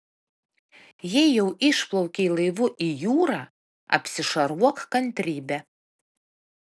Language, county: Lithuanian, Panevėžys